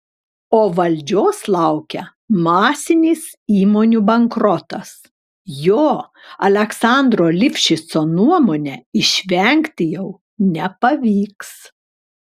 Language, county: Lithuanian, Klaipėda